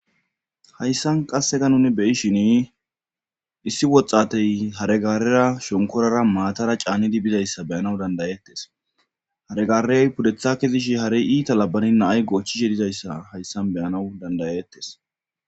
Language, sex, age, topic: Gamo, male, 25-35, government